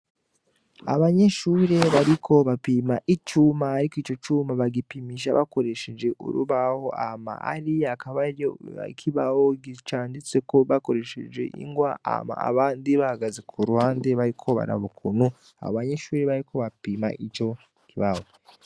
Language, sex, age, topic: Rundi, male, 18-24, education